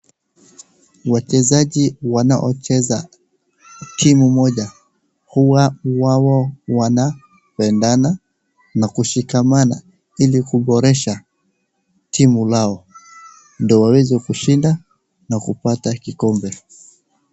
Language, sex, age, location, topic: Swahili, male, 25-35, Wajir, government